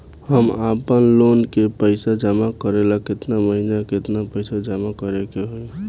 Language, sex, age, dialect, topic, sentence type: Bhojpuri, male, 18-24, Southern / Standard, banking, question